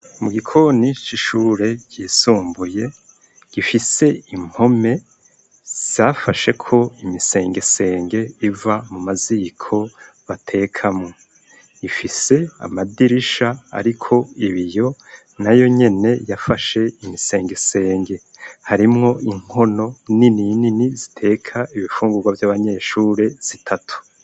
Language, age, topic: Rundi, 25-35, education